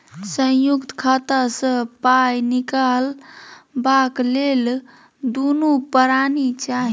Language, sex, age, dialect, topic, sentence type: Maithili, female, 18-24, Bajjika, banking, statement